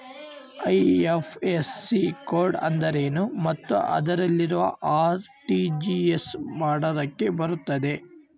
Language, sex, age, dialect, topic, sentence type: Kannada, male, 18-24, Central, banking, question